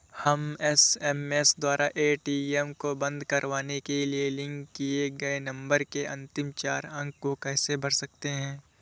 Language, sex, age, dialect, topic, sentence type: Hindi, male, 25-30, Awadhi Bundeli, banking, question